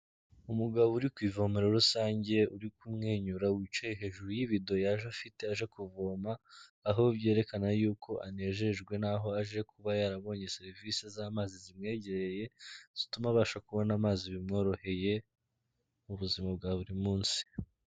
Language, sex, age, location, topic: Kinyarwanda, male, 18-24, Kigali, health